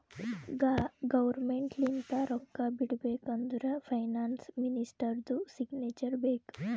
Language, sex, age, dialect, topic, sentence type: Kannada, female, 18-24, Northeastern, banking, statement